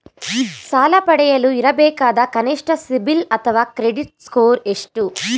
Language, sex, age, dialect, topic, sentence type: Kannada, female, 18-24, Mysore Kannada, banking, question